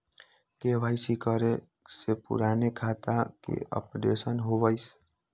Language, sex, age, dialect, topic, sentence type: Magahi, male, 18-24, Western, banking, question